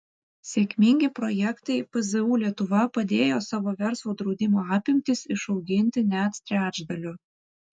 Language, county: Lithuanian, Vilnius